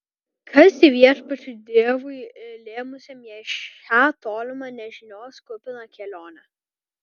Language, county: Lithuanian, Kaunas